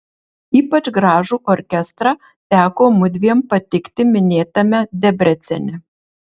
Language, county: Lithuanian, Marijampolė